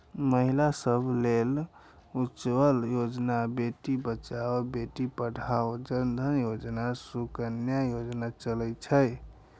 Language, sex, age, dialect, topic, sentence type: Maithili, male, 25-30, Eastern / Thethi, banking, statement